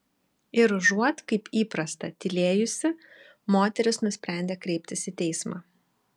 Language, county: Lithuanian, Šiauliai